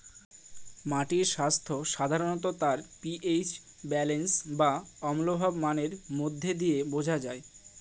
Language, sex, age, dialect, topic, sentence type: Bengali, male, 18-24, Northern/Varendri, agriculture, statement